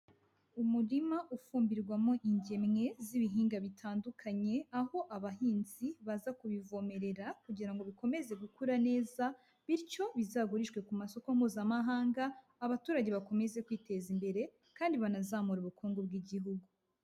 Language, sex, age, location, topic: Kinyarwanda, male, 18-24, Huye, agriculture